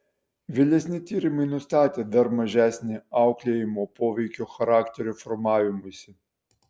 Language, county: Lithuanian, Utena